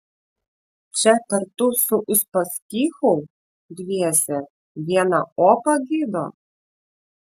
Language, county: Lithuanian, Vilnius